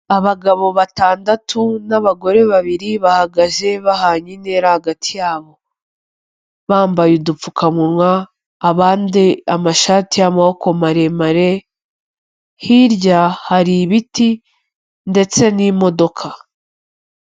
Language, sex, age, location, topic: Kinyarwanda, female, 25-35, Kigali, health